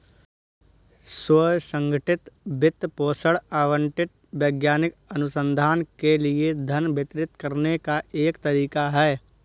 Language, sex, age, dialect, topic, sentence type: Hindi, male, 18-24, Awadhi Bundeli, banking, statement